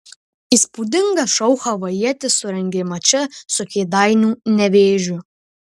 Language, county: Lithuanian, Marijampolė